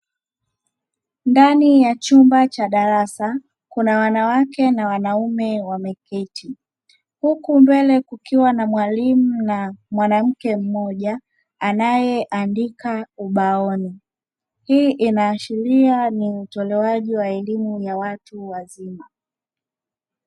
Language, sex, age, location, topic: Swahili, female, 25-35, Dar es Salaam, education